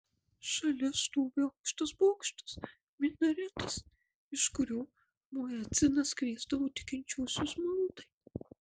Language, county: Lithuanian, Marijampolė